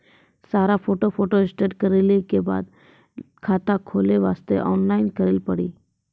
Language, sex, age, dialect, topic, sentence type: Maithili, female, 18-24, Angika, banking, question